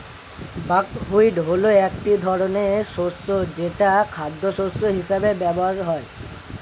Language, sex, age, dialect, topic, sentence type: Bengali, male, 18-24, Standard Colloquial, agriculture, statement